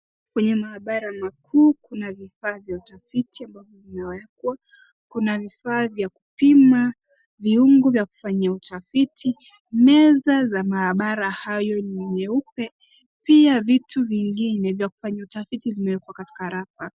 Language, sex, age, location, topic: Swahili, female, 18-24, Nairobi, education